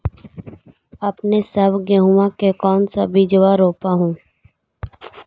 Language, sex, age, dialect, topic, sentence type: Magahi, female, 56-60, Central/Standard, agriculture, question